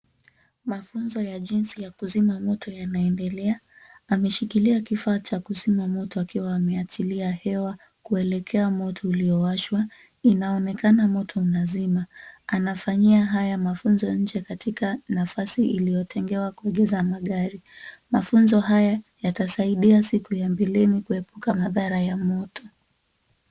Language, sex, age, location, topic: Swahili, female, 25-35, Kisumu, health